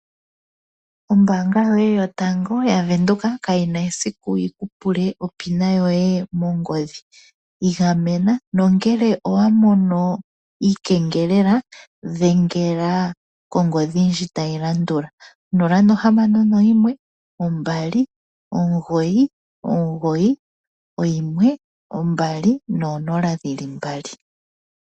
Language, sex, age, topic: Oshiwambo, female, 25-35, finance